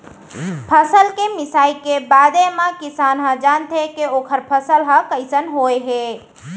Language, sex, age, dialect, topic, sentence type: Chhattisgarhi, female, 41-45, Central, agriculture, statement